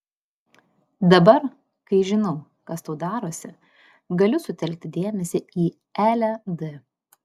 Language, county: Lithuanian, Vilnius